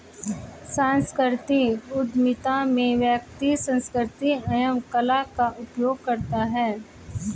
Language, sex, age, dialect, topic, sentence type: Hindi, male, 25-30, Hindustani Malvi Khadi Boli, banking, statement